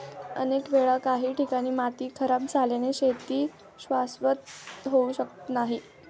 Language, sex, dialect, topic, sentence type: Marathi, female, Standard Marathi, agriculture, statement